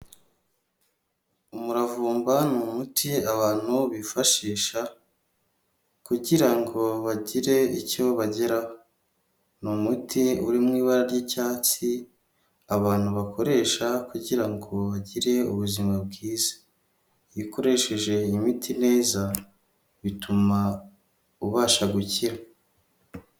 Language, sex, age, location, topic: Kinyarwanda, male, 25-35, Kigali, health